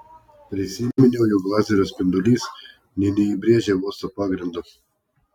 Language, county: Lithuanian, Klaipėda